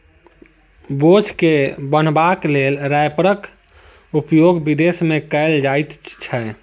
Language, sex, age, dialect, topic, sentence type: Maithili, male, 25-30, Southern/Standard, agriculture, statement